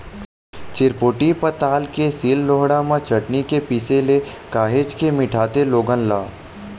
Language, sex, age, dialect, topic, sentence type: Chhattisgarhi, male, 18-24, Western/Budati/Khatahi, agriculture, statement